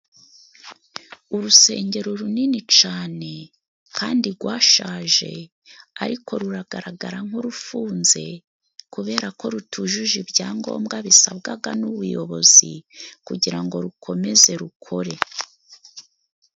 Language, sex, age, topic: Kinyarwanda, female, 36-49, government